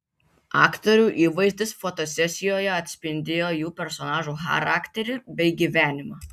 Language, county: Lithuanian, Vilnius